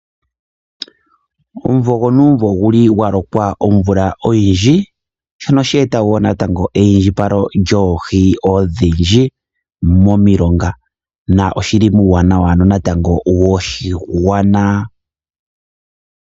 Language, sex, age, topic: Oshiwambo, male, 25-35, agriculture